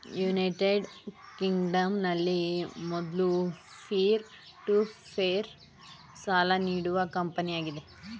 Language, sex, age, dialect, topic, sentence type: Kannada, female, 18-24, Mysore Kannada, banking, statement